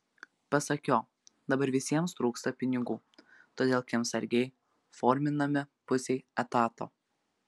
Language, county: Lithuanian, Telšiai